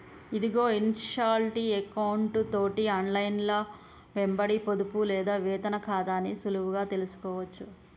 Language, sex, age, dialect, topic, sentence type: Telugu, female, 25-30, Telangana, banking, statement